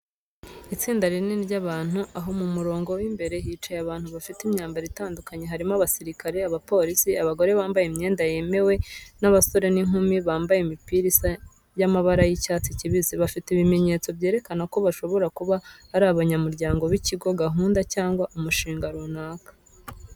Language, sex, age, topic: Kinyarwanda, female, 25-35, education